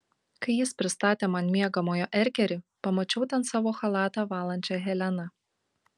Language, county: Lithuanian, Kaunas